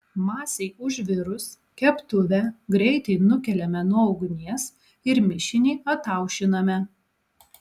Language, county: Lithuanian, Alytus